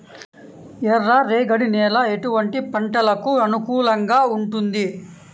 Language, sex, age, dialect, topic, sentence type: Telugu, male, 18-24, Central/Coastal, agriculture, question